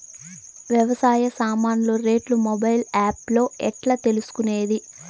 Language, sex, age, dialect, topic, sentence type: Telugu, female, 18-24, Southern, agriculture, question